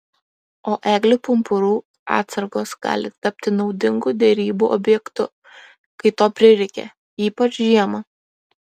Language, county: Lithuanian, Klaipėda